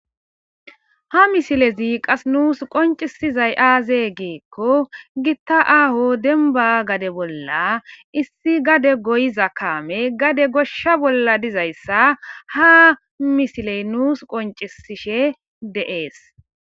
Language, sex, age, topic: Gamo, female, 18-24, agriculture